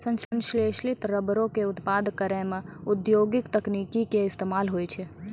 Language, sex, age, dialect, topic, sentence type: Maithili, female, 25-30, Angika, agriculture, statement